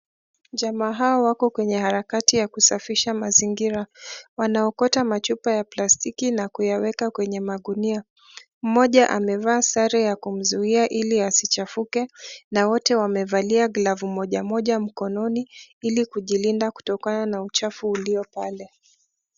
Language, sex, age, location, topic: Swahili, female, 36-49, Nairobi, government